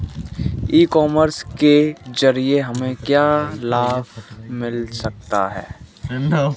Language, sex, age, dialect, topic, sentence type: Hindi, male, 18-24, Marwari Dhudhari, agriculture, question